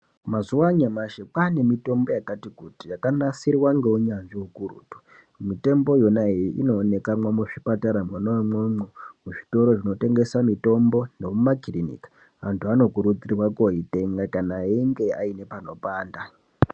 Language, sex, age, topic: Ndau, female, 25-35, health